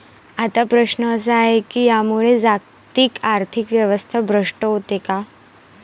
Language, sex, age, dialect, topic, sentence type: Marathi, female, 18-24, Varhadi, banking, statement